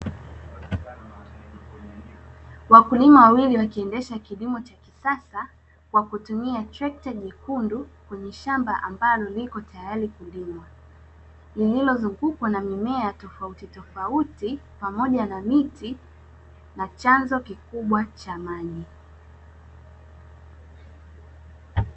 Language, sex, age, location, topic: Swahili, female, 18-24, Dar es Salaam, agriculture